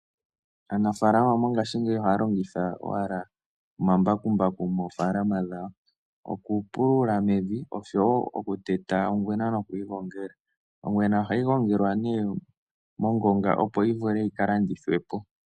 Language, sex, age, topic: Oshiwambo, male, 18-24, agriculture